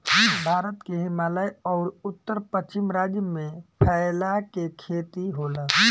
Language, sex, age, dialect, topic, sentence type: Bhojpuri, male, 18-24, Southern / Standard, agriculture, statement